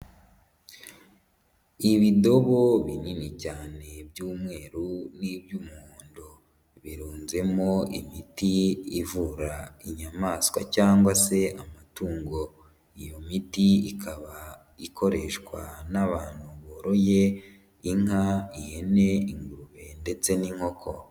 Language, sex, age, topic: Kinyarwanda, female, 18-24, agriculture